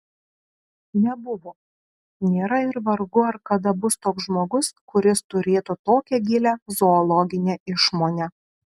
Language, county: Lithuanian, Kaunas